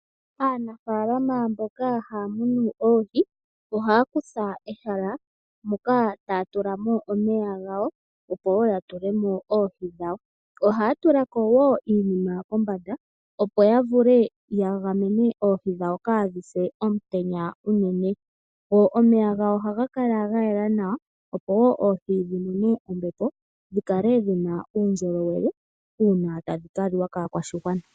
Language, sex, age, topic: Oshiwambo, female, 18-24, agriculture